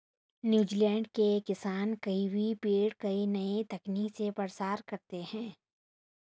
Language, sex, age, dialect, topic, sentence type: Hindi, female, 18-24, Hindustani Malvi Khadi Boli, agriculture, statement